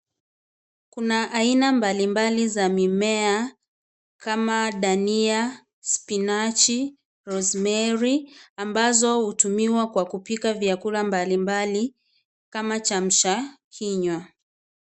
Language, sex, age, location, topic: Swahili, female, 25-35, Kisii, finance